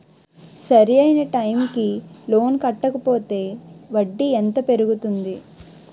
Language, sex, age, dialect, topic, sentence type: Telugu, female, 18-24, Utterandhra, banking, question